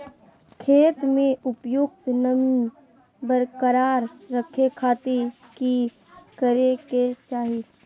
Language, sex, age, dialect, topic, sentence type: Magahi, female, 18-24, Southern, agriculture, question